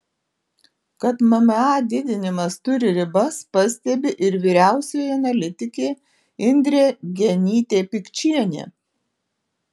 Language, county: Lithuanian, Alytus